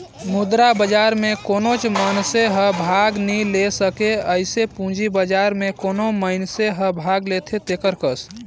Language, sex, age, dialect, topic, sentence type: Chhattisgarhi, male, 18-24, Northern/Bhandar, banking, statement